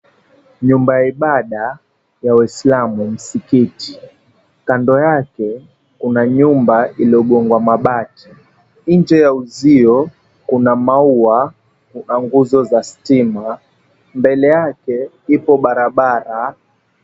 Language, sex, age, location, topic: Swahili, male, 18-24, Mombasa, government